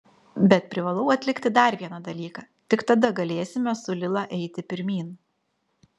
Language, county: Lithuanian, Vilnius